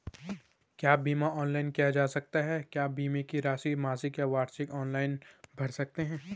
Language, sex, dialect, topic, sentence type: Hindi, male, Garhwali, banking, question